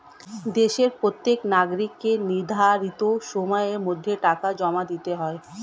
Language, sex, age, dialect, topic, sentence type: Bengali, female, 31-35, Standard Colloquial, banking, statement